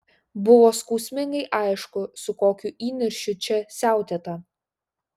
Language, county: Lithuanian, Šiauliai